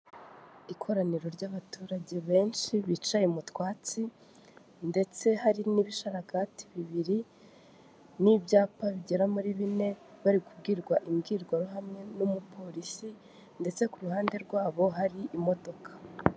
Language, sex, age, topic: Kinyarwanda, female, 18-24, government